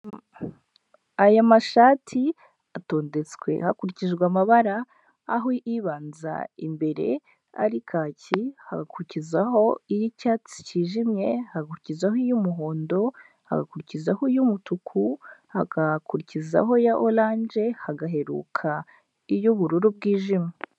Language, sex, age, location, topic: Kinyarwanda, female, 18-24, Huye, finance